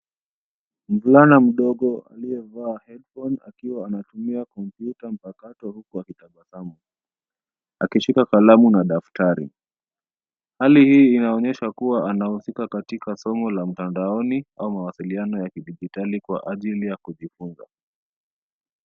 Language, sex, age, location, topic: Swahili, male, 25-35, Nairobi, education